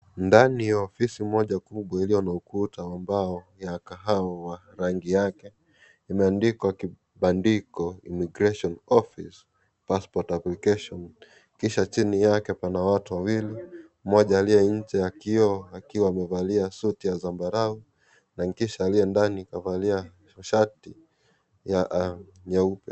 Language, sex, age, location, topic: Swahili, male, 25-35, Kisii, government